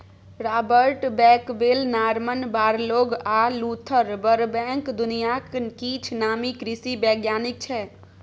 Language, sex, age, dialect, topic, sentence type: Maithili, female, 25-30, Bajjika, agriculture, statement